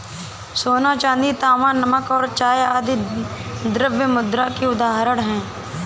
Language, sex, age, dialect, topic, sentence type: Hindi, female, 18-24, Awadhi Bundeli, banking, statement